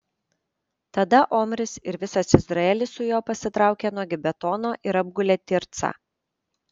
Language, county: Lithuanian, Panevėžys